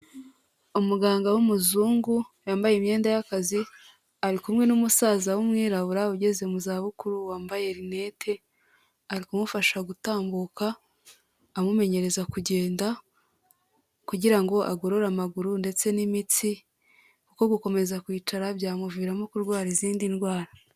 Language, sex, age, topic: Kinyarwanda, female, 25-35, health